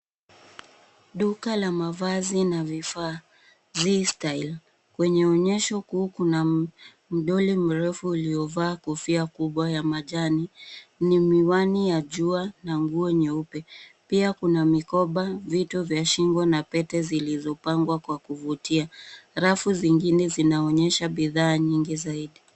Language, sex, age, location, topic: Swahili, female, 18-24, Nairobi, finance